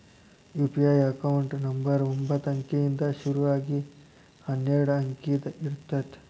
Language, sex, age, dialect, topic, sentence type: Kannada, male, 18-24, Dharwad Kannada, banking, statement